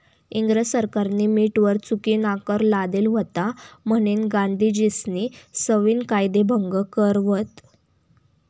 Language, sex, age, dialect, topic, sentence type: Marathi, female, 18-24, Northern Konkan, banking, statement